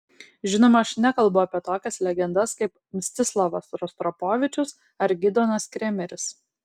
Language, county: Lithuanian, Klaipėda